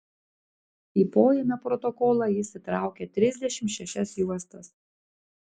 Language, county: Lithuanian, Klaipėda